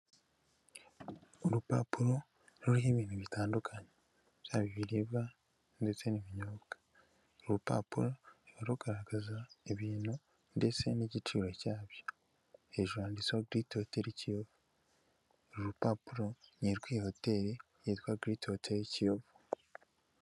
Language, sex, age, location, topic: Kinyarwanda, male, 18-24, Kigali, finance